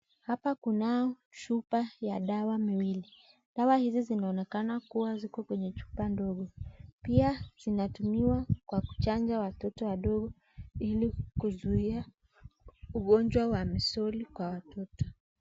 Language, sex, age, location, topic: Swahili, female, 25-35, Nakuru, health